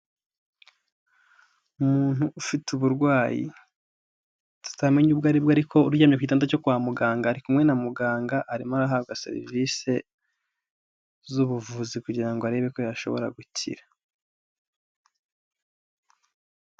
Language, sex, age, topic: Kinyarwanda, male, 18-24, health